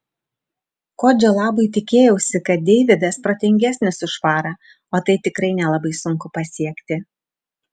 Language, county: Lithuanian, Vilnius